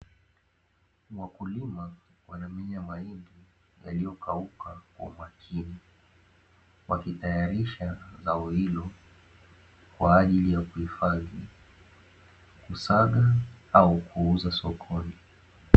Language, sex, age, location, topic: Swahili, male, 18-24, Dar es Salaam, agriculture